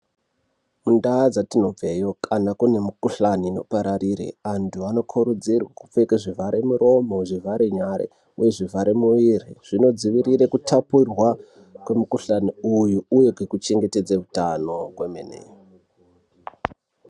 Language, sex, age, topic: Ndau, male, 18-24, health